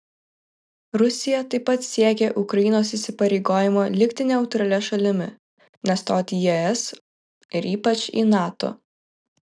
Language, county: Lithuanian, Vilnius